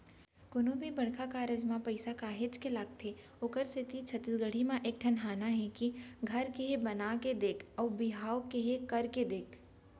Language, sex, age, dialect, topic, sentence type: Chhattisgarhi, female, 31-35, Central, banking, statement